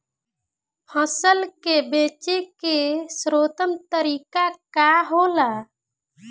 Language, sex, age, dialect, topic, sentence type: Bhojpuri, female, 18-24, Southern / Standard, agriculture, question